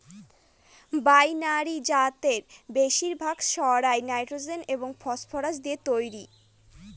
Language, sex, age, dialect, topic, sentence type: Bengali, female, 60-100, Northern/Varendri, agriculture, statement